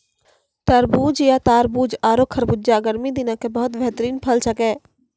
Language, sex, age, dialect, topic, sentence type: Maithili, female, 46-50, Angika, agriculture, statement